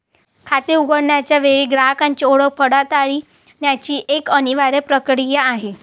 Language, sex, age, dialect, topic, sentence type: Marathi, female, 18-24, Varhadi, banking, statement